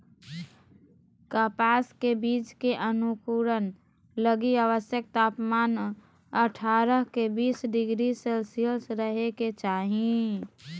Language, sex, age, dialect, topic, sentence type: Magahi, female, 31-35, Southern, agriculture, statement